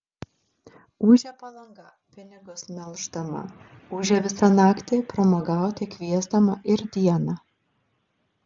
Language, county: Lithuanian, Šiauliai